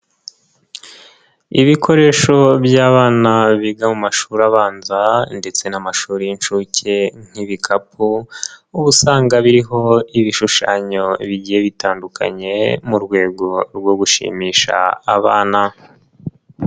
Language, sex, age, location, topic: Kinyarwanda, male, 25-35, Nyagatare, education